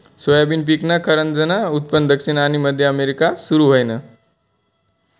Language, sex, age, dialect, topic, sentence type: Marathi, male, 18-24, Northern Konkan, agriculture, statement